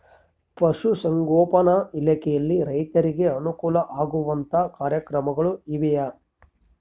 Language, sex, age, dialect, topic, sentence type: Kannada, male, 31-35, Central, agriculture, question